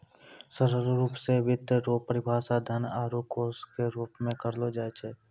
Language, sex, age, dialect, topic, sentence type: Maithili, male, 18-24, Angika, banking, statement